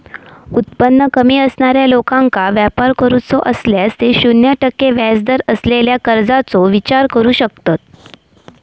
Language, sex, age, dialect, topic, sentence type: Marathi, female, 18-24, Southern Konkan, banking, statement